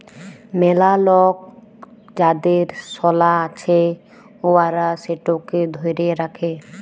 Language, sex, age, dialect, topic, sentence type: Bengali, female, 18-24, Jharkhandi, banking, statement